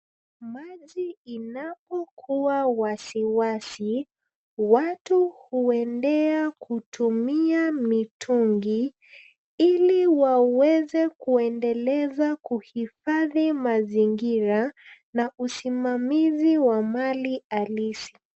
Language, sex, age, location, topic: Swahili, female, 25-35, Nairobi, government